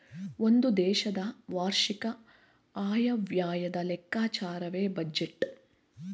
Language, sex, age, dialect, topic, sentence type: Kannada, female, 41-45, Mysore Kannada, banking, statement